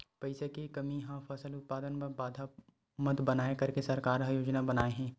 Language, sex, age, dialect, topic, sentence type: Chhattisgarhi, male, 31-35, Western/Budati/Khatahi, agriculture, question